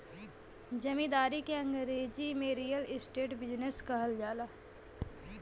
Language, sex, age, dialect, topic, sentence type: Bhojpuri, female, <18, Western, banking, statement